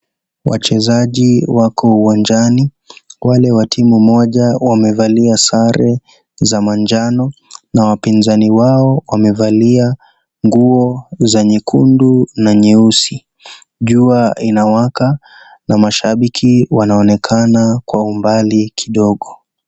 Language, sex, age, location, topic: Swahili, male, 18-24, Kisii, government